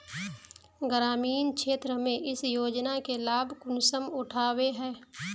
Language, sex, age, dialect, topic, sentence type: Magahi, female, 25-30, Northeastern/Surjapuri, banking, question